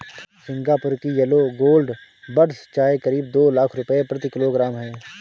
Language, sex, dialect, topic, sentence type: Hindi, male, Marwari Dhudhari, agriculture, statement